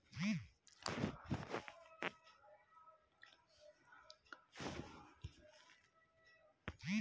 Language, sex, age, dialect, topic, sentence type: Kannada, female, 36-40, Mysore Kannada, banking, statement